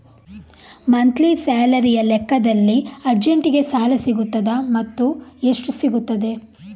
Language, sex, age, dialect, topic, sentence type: Kannada, female, 51-55, Coastal/Dakshin, banking, question